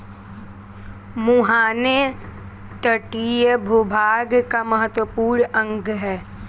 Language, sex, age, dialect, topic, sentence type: Hindi, male, 18-24, Kanauji Braj Bhasha, agriculture, statement